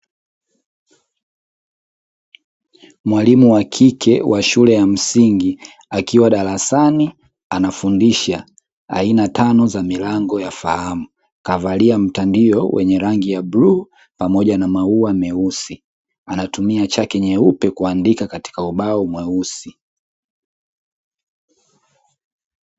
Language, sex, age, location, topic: Swahili, male, 18-24, Dar es Salaam, education